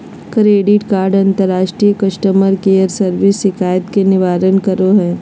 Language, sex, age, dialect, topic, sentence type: Magahi, female, 56-60, Southern, banking, statement